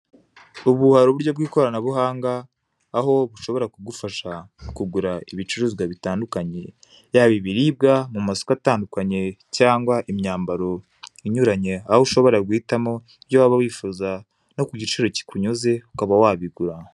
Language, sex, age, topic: Kinyarwanda, male, 18-24, finance